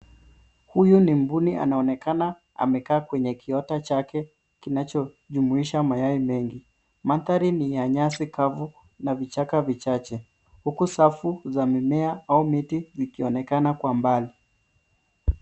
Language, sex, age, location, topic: Swahili, male, 25-35, Nairobi, government